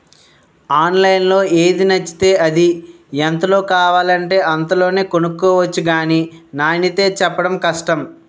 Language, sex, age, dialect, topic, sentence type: Telugu, male, 60-100, Utterandhra, agriculture, statement